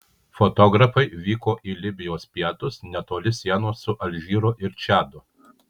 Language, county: Lithuanian, Kaunas